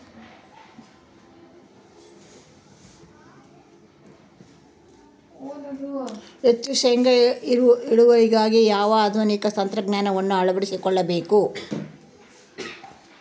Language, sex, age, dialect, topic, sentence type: Kannada, female, 18-24, Central, agriculture, question